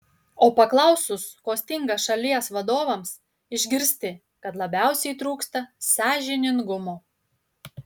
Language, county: Lithuanian, Utena